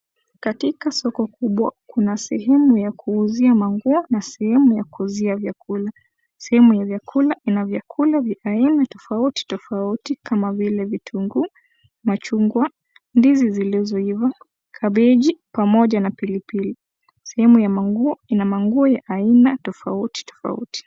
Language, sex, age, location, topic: Swahili, female, 18-24, Kisii, finance